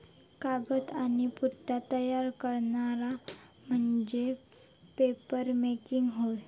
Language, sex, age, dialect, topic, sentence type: Marathi, female, 41-45, Southern Konkan, agriculture, statement